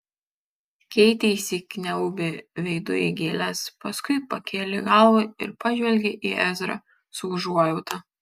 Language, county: Lithuanian, Kaunas